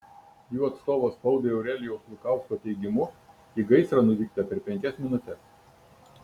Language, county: Lithuanian, Kaunas